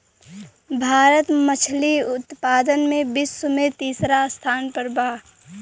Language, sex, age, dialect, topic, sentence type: Bhojpuri, female, 25-30, Western, agriculture, statement